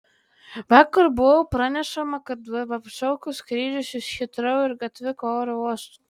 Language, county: Lithuanian, Tauragė